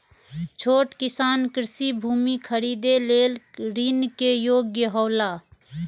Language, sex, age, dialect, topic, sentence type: Maithili, female, 36-40, Eastern / Thethi, agriculture, statement